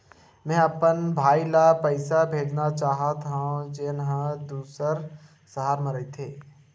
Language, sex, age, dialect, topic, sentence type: Chhattisgarhi, male, 18-24, Western/Budati/Khatahi, banking, statement